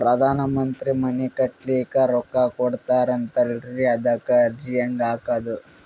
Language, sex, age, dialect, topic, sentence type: Kannada, male, 25-30, Northeastern, banking, question